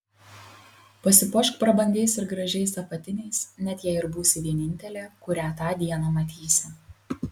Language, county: Lithuanian, Kaunas